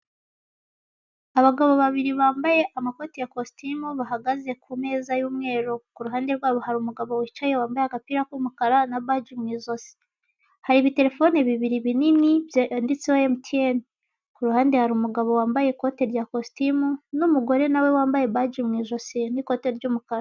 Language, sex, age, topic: Kinyarwanda, female, 18-24, finance